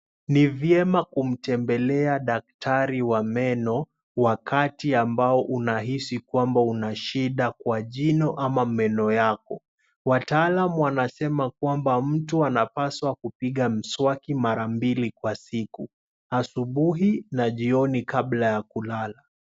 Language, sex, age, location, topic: Swahili, male, 18-24, Kisumu, health